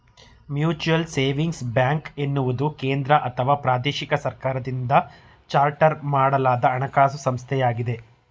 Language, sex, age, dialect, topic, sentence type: Kannada, male, 18-24, Mysore Kannada, banking, statement